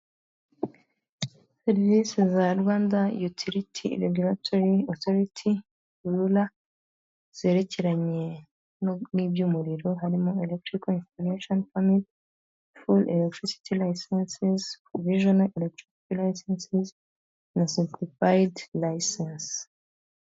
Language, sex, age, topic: Kinyarwanda, female, 18-24, government